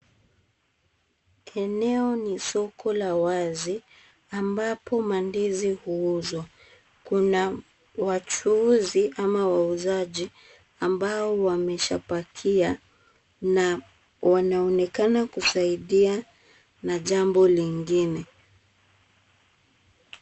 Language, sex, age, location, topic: Swahili, female, 36-49, Kisumu, agriculture